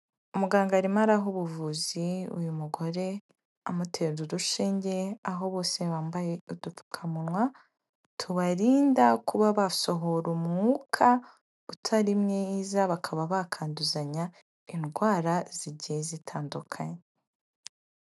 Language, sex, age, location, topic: Kinyarwanda, female, 18-24, Kigali, health